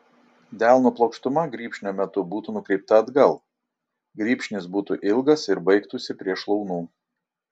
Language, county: Lithuanian, Šiauliai